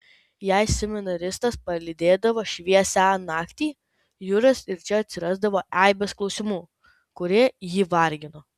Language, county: Lithuanian, Kaunas